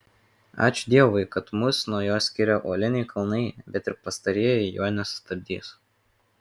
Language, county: Lithuanian, Kaunas